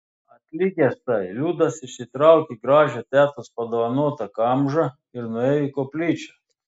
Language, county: Lithuanian, Telšiai